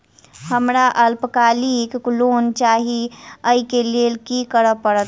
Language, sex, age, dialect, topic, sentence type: Maithili, female, 18-24, Southern/Standard, banking, question